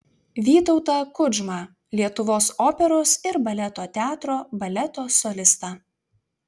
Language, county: Lithuanian, Vilnius